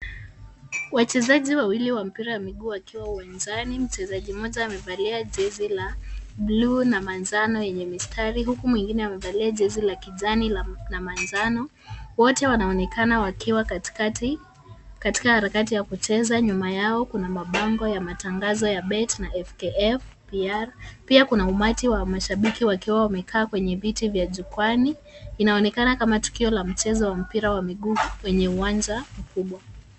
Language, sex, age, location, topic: Swahili, male, 25-35, Kisumu, government